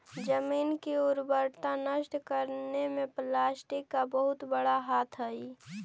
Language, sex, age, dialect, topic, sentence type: Magahi, female, 18-24, Central/Standard, agriculture, statement